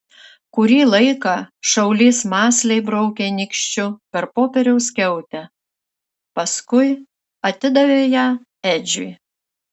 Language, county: Lithuanian, Šiauliai